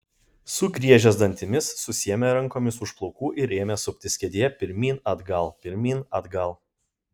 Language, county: Lithuanian, Kaunas